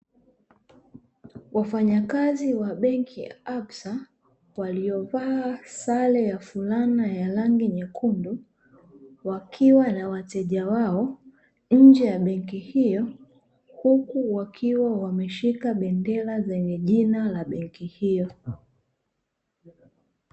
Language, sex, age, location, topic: Swahili, female, 25-35, Dar es Salaam, finance